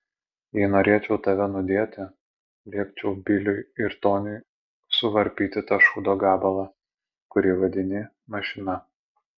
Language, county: Lithuanian, Vilnius